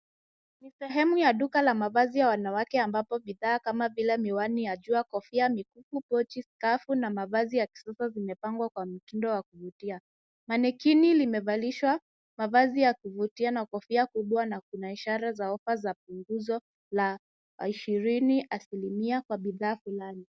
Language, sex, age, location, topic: Swahili, female, 18-24, Nairobi, finance